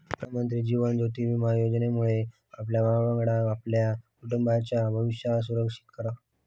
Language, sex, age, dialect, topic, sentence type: Marathi, male, 18-24, Southern Konkan, banking, statement